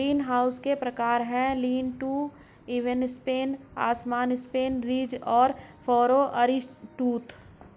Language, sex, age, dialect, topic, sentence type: Hindi, male, 56-60, Hindustani Malvi Khadi Boli, agriculture, statement